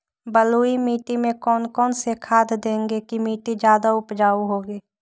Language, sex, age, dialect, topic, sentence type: Magahi, female, 18-24, Western, agriculture, question